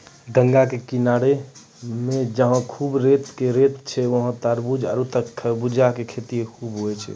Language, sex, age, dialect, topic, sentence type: Maithili, male, 25-30, Angika, agriculture, statement